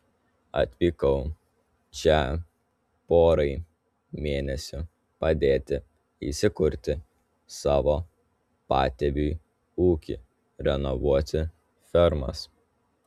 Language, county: Lithuanian, Telšiai